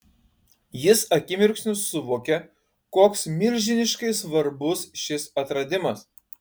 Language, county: Lithuanian, Kaunas